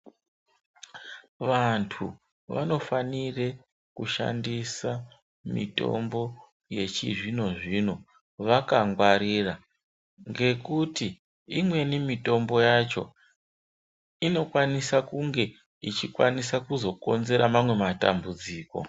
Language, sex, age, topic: Ndau, male, 36-49, health